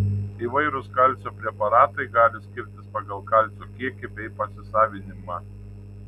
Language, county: Lithuanian, Tauragė